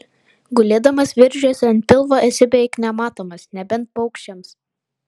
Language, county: Lithuanian, Vilnius